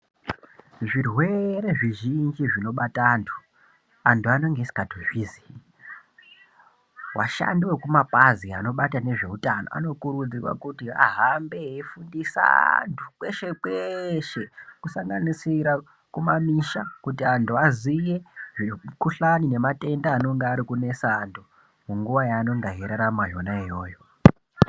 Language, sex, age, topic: Ndau, male, 18-24, health